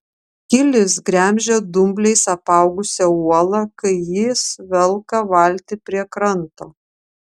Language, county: Lithuanian, Vilnius